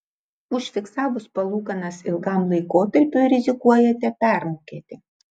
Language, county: Lithuanian, Klaipėda